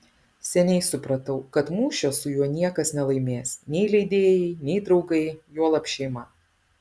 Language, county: Lithuanian, Alytus